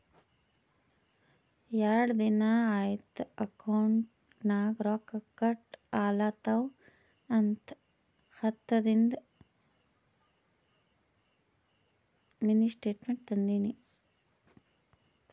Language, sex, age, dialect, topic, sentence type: Kannada, female, 25-30, Northeastern, banking, statement